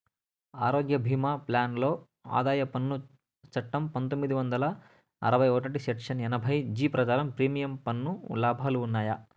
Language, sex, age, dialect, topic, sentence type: Telugu, male, 18-24, Southern, banking, question